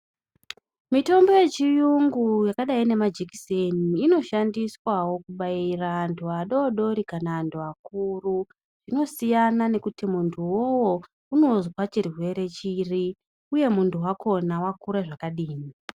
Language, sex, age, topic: Ndau, male, 25-35, health